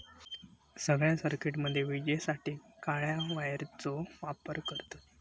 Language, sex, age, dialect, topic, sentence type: Marathi, male, 18-24, Southern Konkan, agriculture, statement